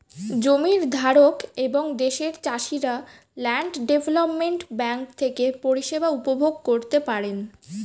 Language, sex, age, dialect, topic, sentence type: Bengali, female, 18-24, Standard Colloquial, banking, statement